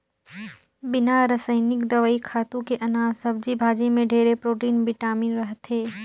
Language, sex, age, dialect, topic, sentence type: Chhattisgarhi, female, 18-24, Northern/Bhandar, agriculture, statement